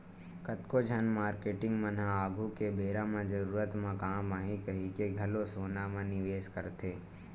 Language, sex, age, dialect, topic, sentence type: Chhattisgarhi, male, 18-24, Western/Budati/Khatahi, banking, statement